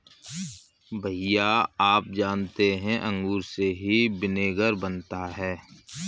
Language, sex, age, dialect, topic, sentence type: Hindi, male, 36-40, Kanauji Braj Bhasha, agriculture, statement